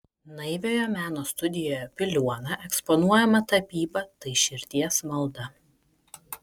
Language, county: Lithuanian, Kaunas